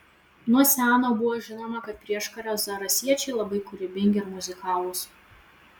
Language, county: Lithuanian, Vilnius